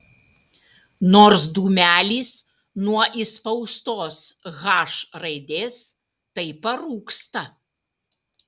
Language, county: Lithuanian, Utena